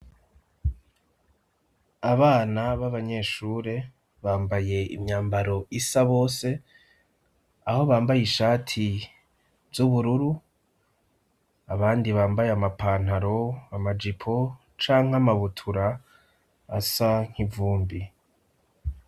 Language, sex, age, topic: Rundi, male, 25-35, education